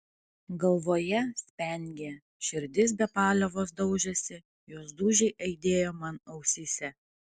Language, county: Lithuanian, Kaunas